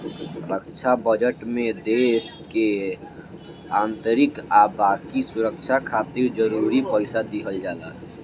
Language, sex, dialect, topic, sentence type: Bhojpuri, male, Southern / Standard, banking, statement